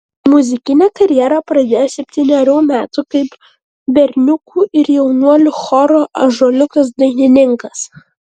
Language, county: Lithuanian, Vilnius